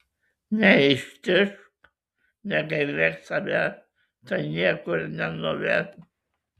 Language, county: Lithuanian, Kaunas